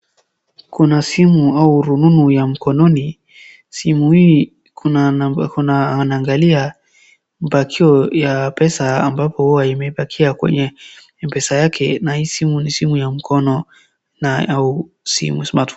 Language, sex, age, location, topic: Swahili, female, 18-24, Wajir, finance